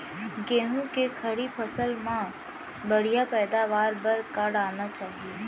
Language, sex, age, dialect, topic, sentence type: Chhattisgarhi, female, 18-24, Central, agriculture, question